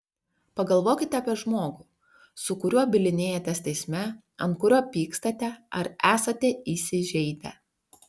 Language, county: Lithuanian, Panevėžys